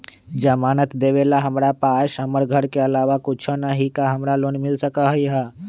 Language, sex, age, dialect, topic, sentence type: Magahi, male, 25-30, Western, banking, question